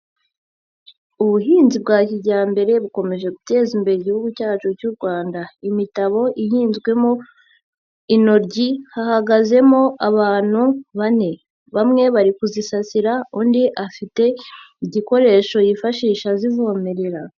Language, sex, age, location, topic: Kinyarwanda, female, 50+, Nyagatare, agriculture